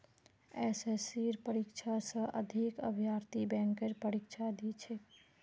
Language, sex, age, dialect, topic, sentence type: Magahi, female, 46-50, Northeastern/Surjapuri, banking, statement